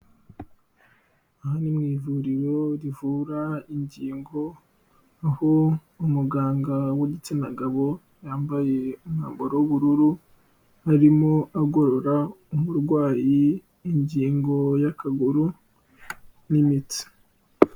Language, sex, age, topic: Kinyarwanda, male, 18-24, health